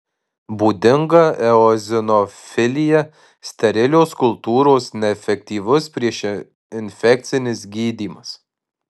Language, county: Lithuanian, Marijampolė